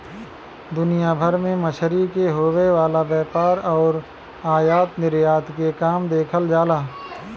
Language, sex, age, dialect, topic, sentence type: Bhojpuri, male, 25-30, Western, agriculture, statement